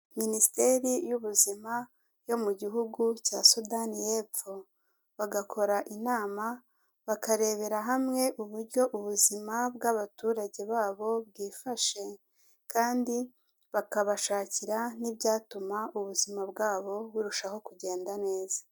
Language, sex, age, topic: Kinyarwanda, female, 50+, health